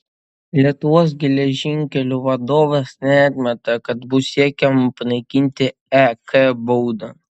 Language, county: Lithuanian, Utena